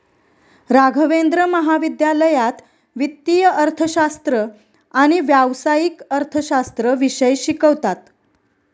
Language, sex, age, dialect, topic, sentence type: Marathi, female, 31-35, Standard Marathi, banking, statement